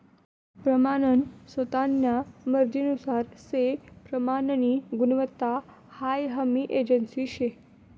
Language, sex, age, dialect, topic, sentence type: Marathi, female, 25-30, Northern Konkan, agriculture, statement